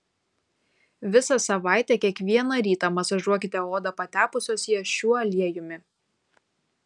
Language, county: Lithuanian, Kaunas